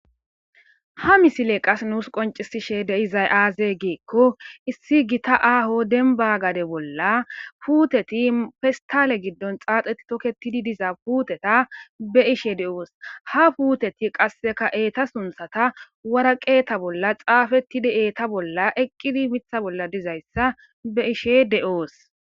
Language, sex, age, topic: Gamo, female, 18-24, agriculture